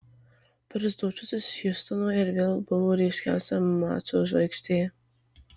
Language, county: Lithuanian, Marijampolė